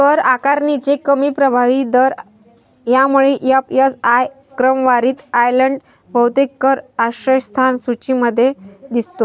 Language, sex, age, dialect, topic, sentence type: Marathi, female, 18-24, Northern Konkan, banking, statement